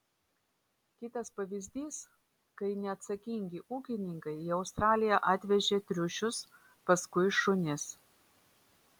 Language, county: Lithuanian, Vilnius